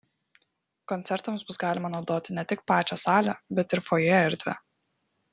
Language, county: Lithuanian, Kaunas